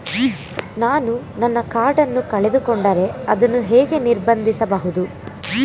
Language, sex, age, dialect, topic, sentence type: Kannada, female, 18-24, Mysore Kannada, banking, question